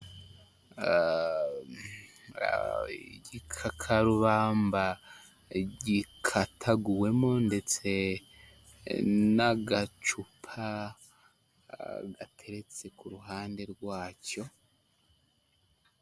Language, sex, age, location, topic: Kinyarwanda, male, 18-24, Huye, health